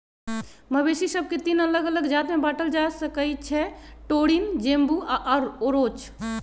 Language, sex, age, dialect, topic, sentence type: Magahi, female, 56-60, Western, agriculture, statement